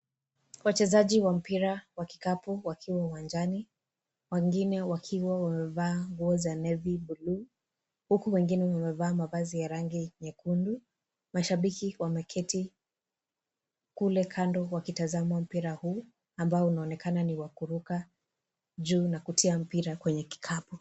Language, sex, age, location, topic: Swahili, female, 18-24, Kisii, government